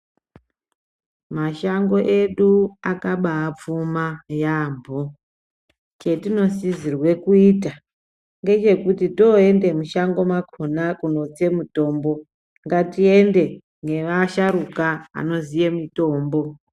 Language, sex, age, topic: Ndau, male, 25-35, health